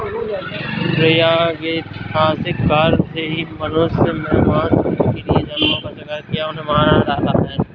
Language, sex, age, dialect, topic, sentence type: Hindi, male, 18-24, Awadhi Bundeli, agriculture, statement